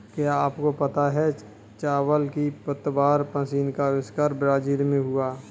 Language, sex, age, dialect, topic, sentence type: Hindi, male, 31-35, Kanauji Braj Bhasha, agriculture, statement